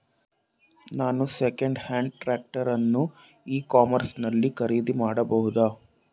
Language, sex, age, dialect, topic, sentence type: Kannada, male, 18-24, Coastal/Dakshin, agriculture, question